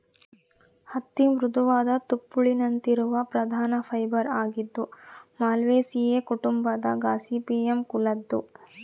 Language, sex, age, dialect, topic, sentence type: Kannada, female, 31-35, Central, agriculture, statement